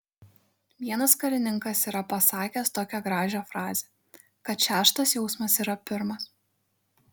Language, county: Lithuanian, Šiauliai